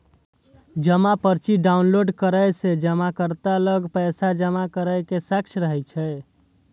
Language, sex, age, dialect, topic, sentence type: Maithili, male, 18-24, Eastern / Thethi, banking, statement